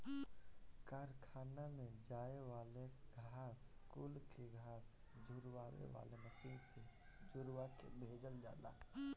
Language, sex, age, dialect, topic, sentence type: Bhojpuri, male, 18-24, Northern, agriculture, statement